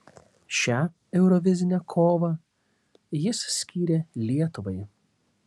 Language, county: Lithuanian, Kaunas